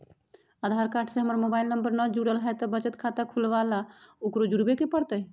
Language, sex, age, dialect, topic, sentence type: Magahi, female, 36-40, Western, banking, question